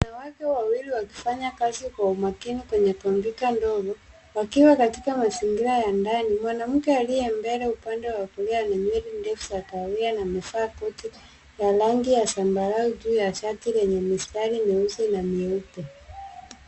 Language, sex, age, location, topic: Swahili, female, 25-35, Nairobi, education